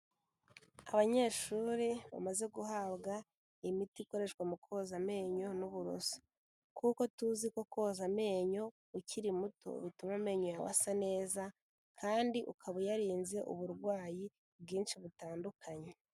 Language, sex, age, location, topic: Kinyarwanda, female, 18-24, Kigali, health